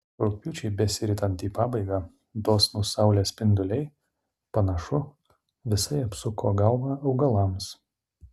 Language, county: Lithuanian, Utena